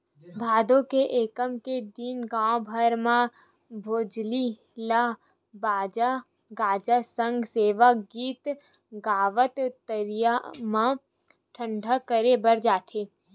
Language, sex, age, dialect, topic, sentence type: Chhattisgarhi, female, 18-24, Western/Budati/Khatahi, agriculture, statement